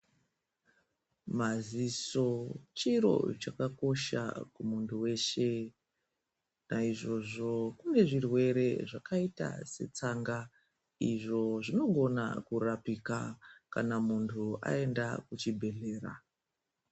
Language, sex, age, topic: Ndau, female, 25-35, health